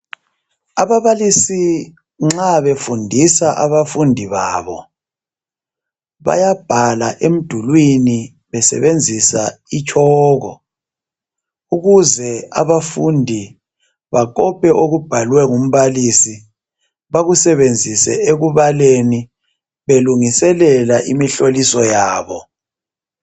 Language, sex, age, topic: North Ndebele, male, 36-49, education